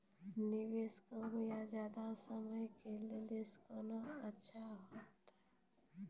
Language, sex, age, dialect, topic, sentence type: Maithili, female, 18-24, Angika, banking, question